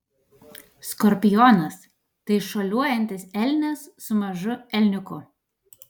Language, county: Lithuanian, Vilnius